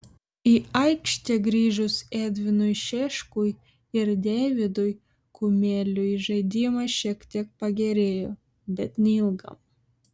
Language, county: Lithuanian, Vilnius